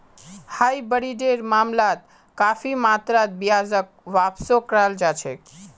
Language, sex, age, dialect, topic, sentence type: Magahi, male, 18-24, Northeastern/Surjapuri, banking, statement